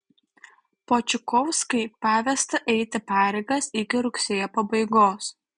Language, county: Lithuanian, Panevėžys